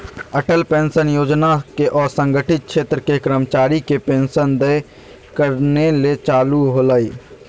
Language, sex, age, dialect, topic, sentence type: Magahi, male, 18-24, Southern, banking, statement